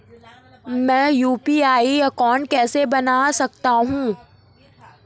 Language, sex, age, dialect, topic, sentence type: Hindi, female, 25-30, Marwari Dhudhari, banking, question